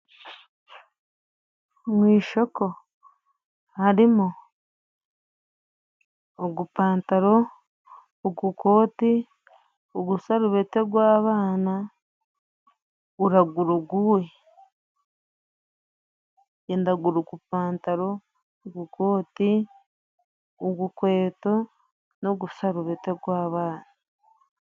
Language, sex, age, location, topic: Kinyarwanda, female, 25-35, Musanze, finance